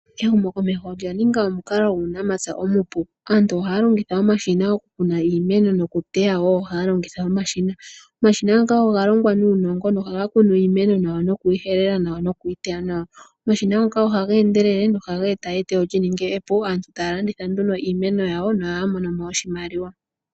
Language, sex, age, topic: Oshiwambo, female, 18-24, agriculture